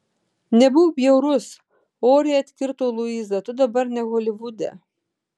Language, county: Lithuanian, Marijampolė